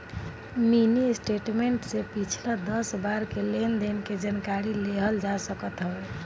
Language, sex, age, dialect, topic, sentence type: Bhojpuri, female, 25-30, Northern, banking, statement